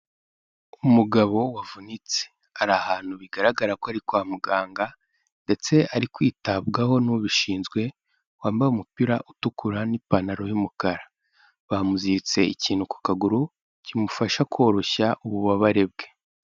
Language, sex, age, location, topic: Kinyarwanda, male, 18-24, Kigali, health